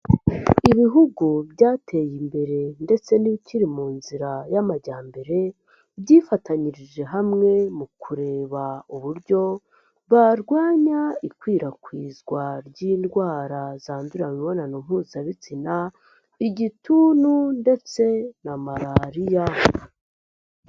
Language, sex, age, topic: Kinyarwanda, male, 25-35, health